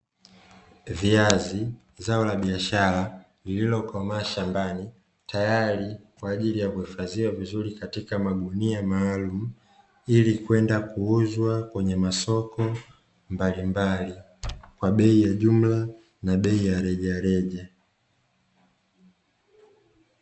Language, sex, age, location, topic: Swahili, male, 25-35, Dar es Salaam, agriculture